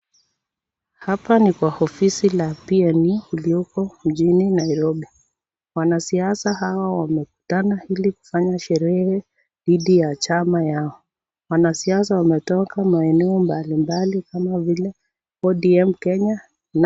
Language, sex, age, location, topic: Swahili, female, 36-49, Nakuru, government